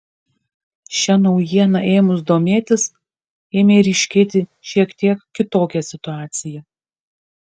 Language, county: Lithuanian, Kaunas